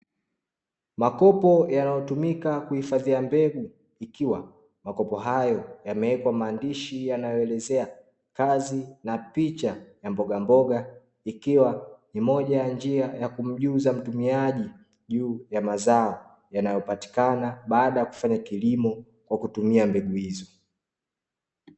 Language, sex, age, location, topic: Swahili, male, 25-35, Dar es Salaam, agriculture